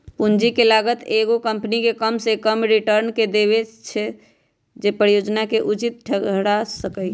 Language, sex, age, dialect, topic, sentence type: Magahi, female, 31-35, Western, banking, statement